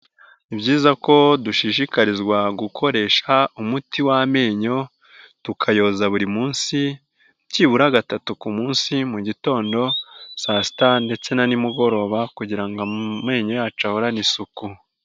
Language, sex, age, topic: Kinyarwanda, male, 18-24, finance